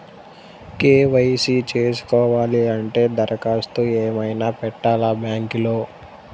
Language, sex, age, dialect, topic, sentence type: Telugu, male, 18-24, Central/Coastal, banking, question